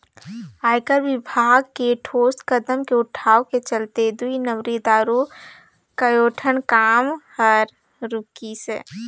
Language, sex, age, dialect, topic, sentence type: Chhattisgarhi, female, 18-24, Northern/Bhandar, banking, statement